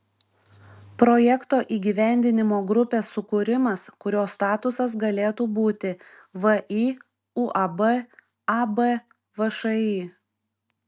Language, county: Lithuanian, Šiauliai